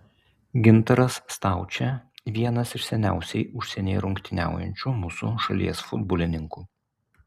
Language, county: Lithuanian, Utena